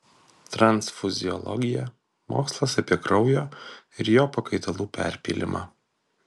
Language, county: Lithuanian, Kaunas